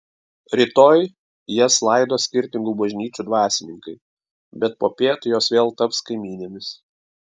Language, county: Lithuanian, Klaipėda